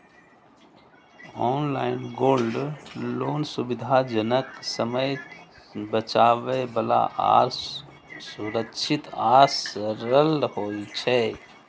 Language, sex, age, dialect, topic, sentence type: Maithili, male, 18-24, Eastern / Thethi, banking, statement